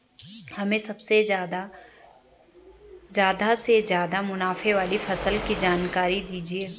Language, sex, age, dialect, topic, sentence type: Hindi, female, 25-30, Garhwali, agriculture, question